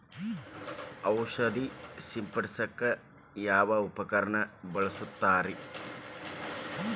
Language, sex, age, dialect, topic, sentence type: Kannada, male, 36-40, Dharwad Kannada, agriculture, question